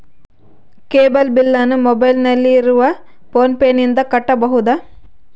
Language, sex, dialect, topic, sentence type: Kannada, female, Central, banking, question